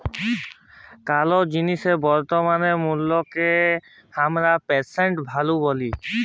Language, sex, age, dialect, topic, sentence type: Bengali, male, 18-24, Jharkhandi, banking, statement